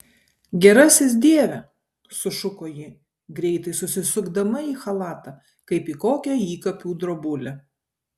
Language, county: Lithuanian, Kaunas